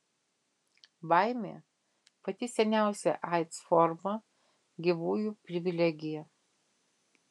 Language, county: Lithuanian, Vilnius